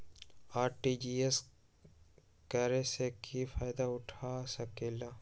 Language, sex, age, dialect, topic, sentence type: Magahi, male, 18-24, Western, banking, question